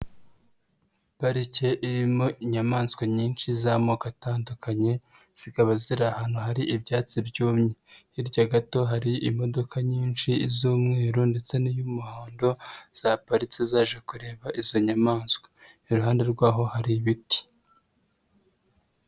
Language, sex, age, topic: Kinyarwanda, female, 36-49, agriculture